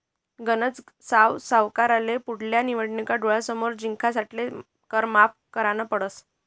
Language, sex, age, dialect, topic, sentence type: Marathi, female, 51-55, Northern Konkan, banking, statement